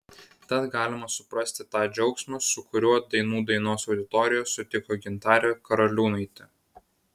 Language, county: Lithuanian, Vilnius